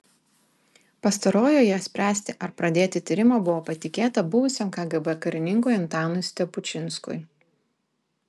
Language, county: Lithuanian, Vilnius